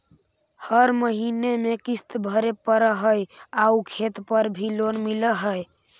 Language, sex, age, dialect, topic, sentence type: Magahi, male, 51-55, Central/Standard, banking, question